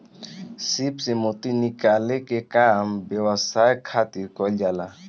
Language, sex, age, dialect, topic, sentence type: Bhojpuri, male, 18-24, Southern / Standard, agriculture, statement